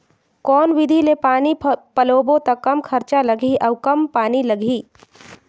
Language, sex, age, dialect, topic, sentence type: Chhattisgarhi, female, 18-24, Northern/Bhandar, agriculture, question